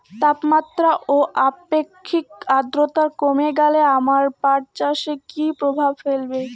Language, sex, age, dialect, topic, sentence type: Bengali, female, 60-100, Rajbangshi, agriculture, question